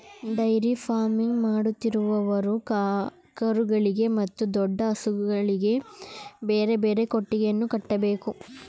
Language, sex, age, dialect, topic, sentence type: Kannada, male, 25-30, Mysore Kannada, agriculture, statement